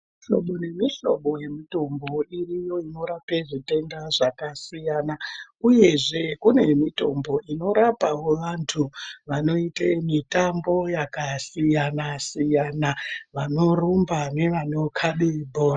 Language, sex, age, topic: Ndau, female, 36-49, health